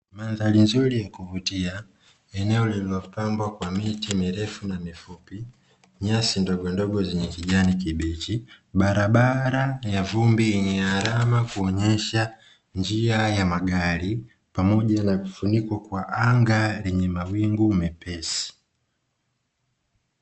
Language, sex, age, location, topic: Swahili, male, 25-35, Dar es Salaam, agriculture